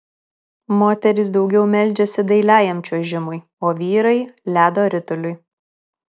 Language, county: Lithuanian, Kaunas